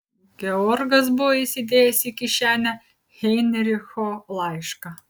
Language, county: Lithuanian, Kaunas